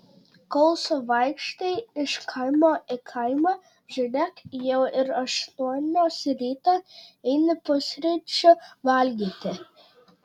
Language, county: Lithuanian, Šiauliai